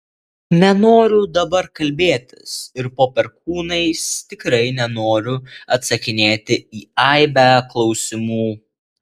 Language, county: Lithuanian, Alytus